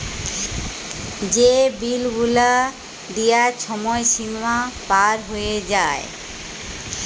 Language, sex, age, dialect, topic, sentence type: Bengali, female, 31-35, Jharkhandi, banking, statement